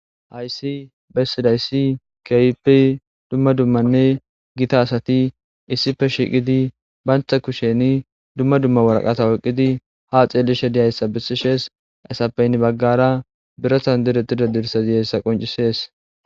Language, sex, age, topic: Gamo, male, 18-24, government